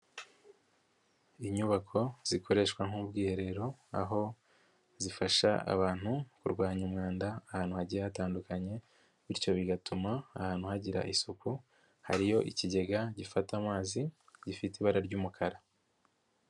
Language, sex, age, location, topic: Kinyarwanda, female, 50+, Nyagatare, education